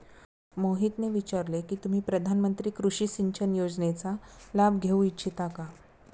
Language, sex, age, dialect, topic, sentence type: Marathi, female, 25-30, Standard Marathi, agriculture, statement